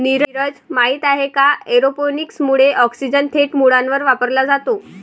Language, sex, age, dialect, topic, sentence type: Marathi, female, 18-24, Varhadi, agriculture, statement